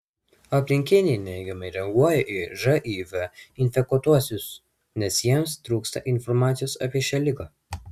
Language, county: Lithuanian, Vilnius